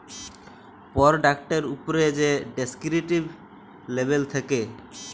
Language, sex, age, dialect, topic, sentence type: Bengali, male, 18-24, Jharkhandi, banking, statement